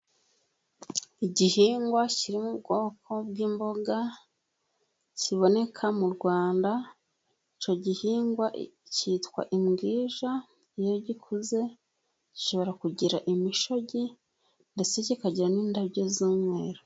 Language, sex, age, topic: Kinyarwanda, female, 25-35, government